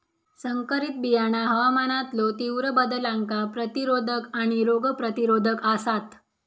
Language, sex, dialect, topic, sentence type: Marathi, female, Southern Konkan, agriculture, statement